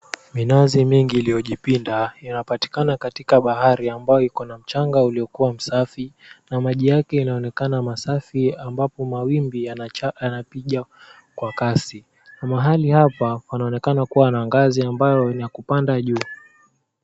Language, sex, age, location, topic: Swahili, male, 18-24, Mombasa, agriculture